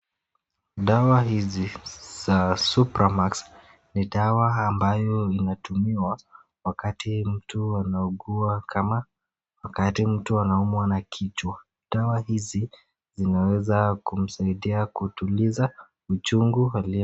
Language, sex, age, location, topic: Swahili, male, 18-24, Nakuru, health